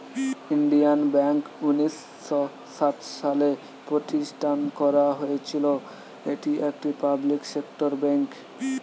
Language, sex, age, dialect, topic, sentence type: Bengali, male, 18-24, Western, banking, statement